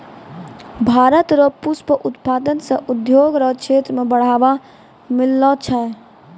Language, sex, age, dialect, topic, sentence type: Maithili, female, 18-24, Angika, agriculture, statement